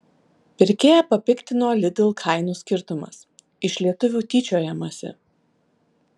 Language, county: Lithuanian, Alytus